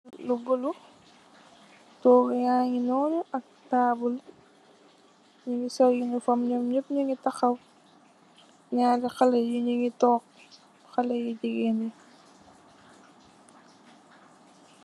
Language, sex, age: Wolof, female, 18-24